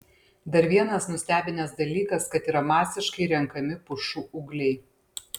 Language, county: Lithuanian, Panevėžys